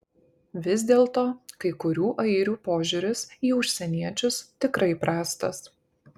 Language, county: Lithuanian, Kaunas